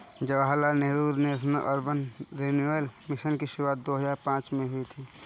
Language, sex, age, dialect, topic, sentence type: Hindi, male, 25-30, Marwari Dhudhari, banking, statement